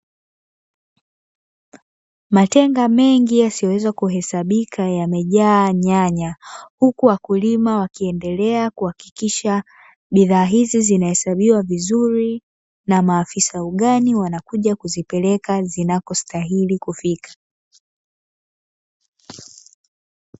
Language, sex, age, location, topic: Swahili, female, 18-24, Dar es Salaam, agriculture